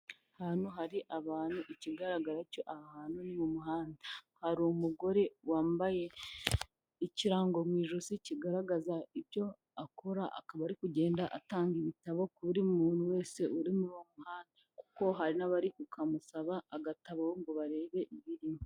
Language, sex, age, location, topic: Kinyarwanda, female, 18-24, Kigali, health